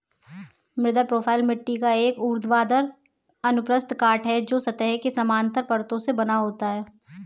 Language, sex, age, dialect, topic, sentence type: Hindi, female, 18-24, Kanauji Braj Bhasha, agriculture, statement